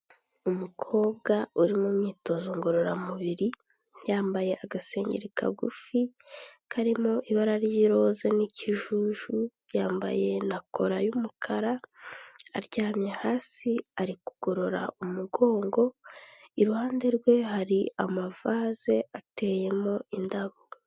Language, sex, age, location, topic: Kinyarwanda, female, 18-24, Kigali, health